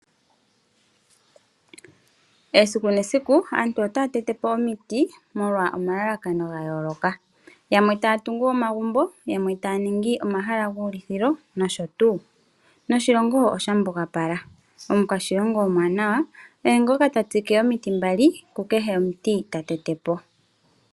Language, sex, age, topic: Oshiwambo, female, 25-35, agriculture